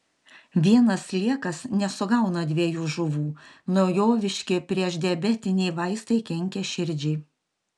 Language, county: Lithuanian, Panevėžys